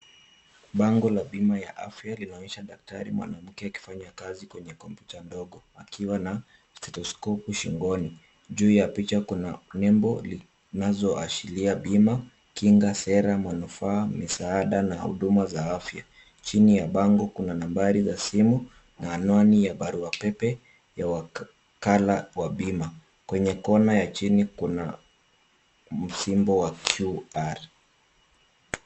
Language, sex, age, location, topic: Swahili, male, 25-35, Kisumu, finance